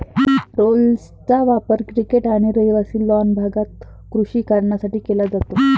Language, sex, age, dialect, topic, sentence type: Marathi, female, 25-30, Varhadi, agriculture, statement